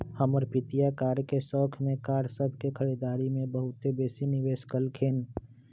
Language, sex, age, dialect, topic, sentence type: Magahi, male, 25-30, Western, banking, statement